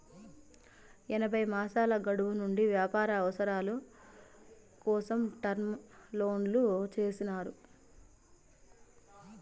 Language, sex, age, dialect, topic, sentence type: Telugu, female, 31-35, Southern, banking, statement